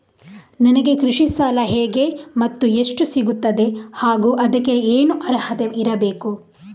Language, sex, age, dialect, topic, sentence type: Kannada, female, 51-55, Coastal/Dakshin, agriculture, question